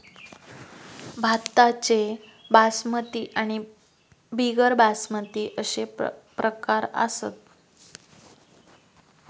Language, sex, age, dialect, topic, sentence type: Marathi, female, 18-24, Southern Konkan, agriculture, statement